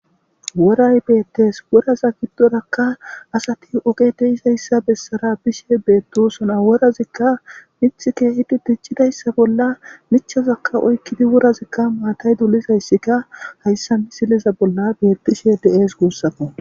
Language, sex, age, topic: Gamo, male, 18-24, government